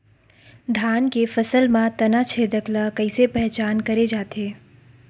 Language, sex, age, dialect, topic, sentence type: Chhattisgarhi, female, 25-30, Western/Budati/Khatahi, agriculture, question